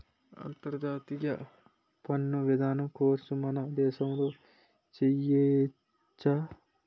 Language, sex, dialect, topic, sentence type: Telugu, male, Utterandhra, banking, statement